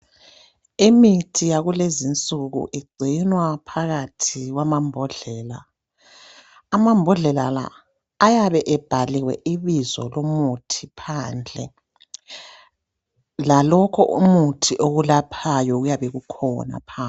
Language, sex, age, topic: North Ndebele, male, 25-35, health